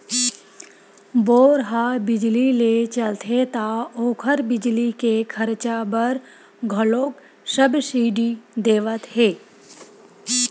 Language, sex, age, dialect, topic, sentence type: Chhattisgarhi, female, 25-30, Western/Budati/Khatahi, agriculture, statement